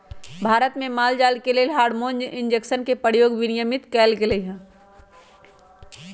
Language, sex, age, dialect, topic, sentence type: Magahi, female, 25-30, Western, agriculture, statement